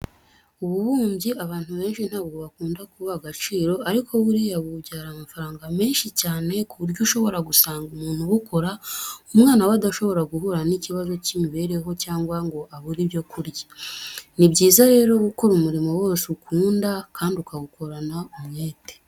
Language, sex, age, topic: Kinyarwanda, female, 18-24, education